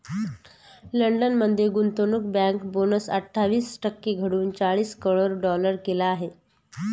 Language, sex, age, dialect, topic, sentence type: Marathi, female, 31-35, Northern Konkan, banking, statement